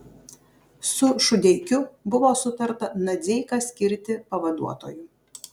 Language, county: Lithuanian, Kaunas